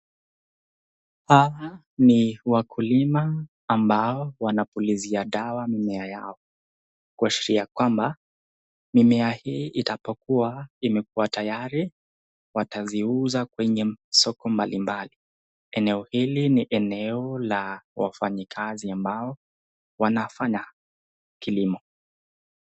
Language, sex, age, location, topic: Swahili, female, 25-35, Nakuru, health